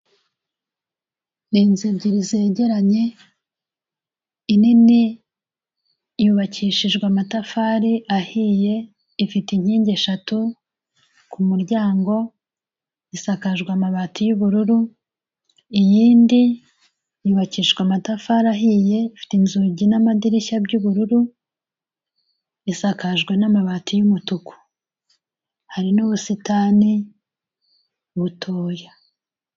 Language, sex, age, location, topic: Kinyarwanda, female, 36-49, Kigali, health